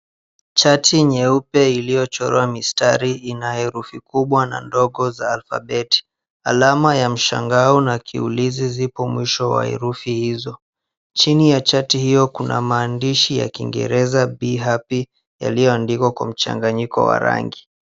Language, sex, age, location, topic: Swahili, male, 18-24, Mombasa, education